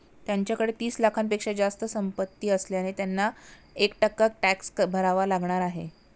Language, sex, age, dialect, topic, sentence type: Marathi, female, 56-60, Standard Marathi, banking, statement